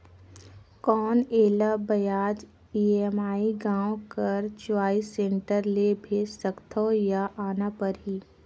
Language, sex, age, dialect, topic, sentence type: Chhattisgarhi, female, 25-30, Northern/Bhandar, banking, question